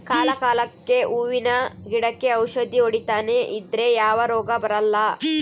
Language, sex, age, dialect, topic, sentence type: Kannada, female, 31-35, Central, agriculture, statement